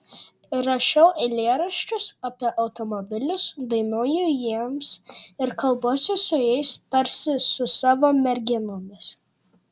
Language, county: Lithuanian, Šiauliai